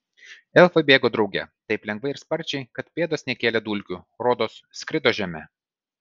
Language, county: Lithuanian, Vilnius